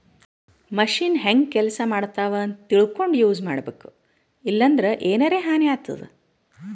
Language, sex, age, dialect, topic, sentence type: Kannada, female, 36-40, Northeastern, agriculture, statement